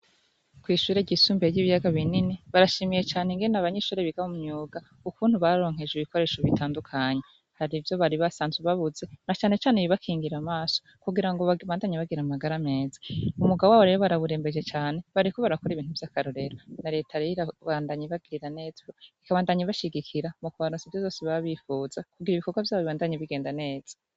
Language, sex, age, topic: Rundi, female, 25-35, education